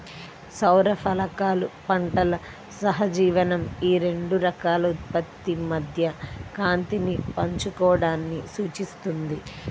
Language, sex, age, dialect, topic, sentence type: Telugu, female, 31-35, Central/Coastal, agriculture, statement